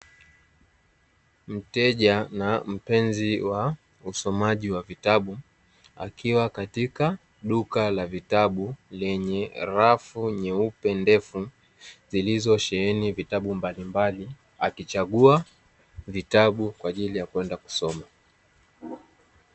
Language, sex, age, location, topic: Swahili, male, 18-24, Dar es Salaam, education